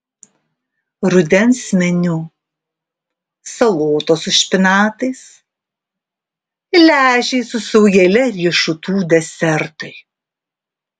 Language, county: Lithuanian, Vilnius